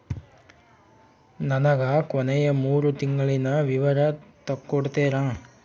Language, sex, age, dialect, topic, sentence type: Kannada, male, 25-30, Central, banking, question